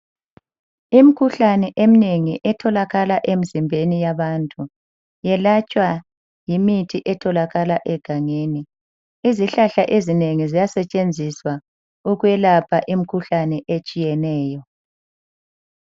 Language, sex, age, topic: North Ndebele, female, 50+, health